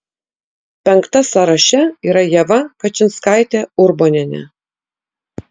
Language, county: Lithuanian, Utena